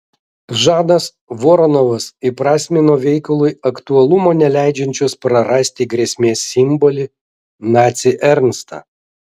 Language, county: Lithuanian, Vilnius